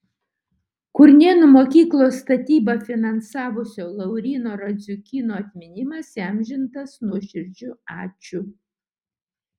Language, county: Lithuanian, Utena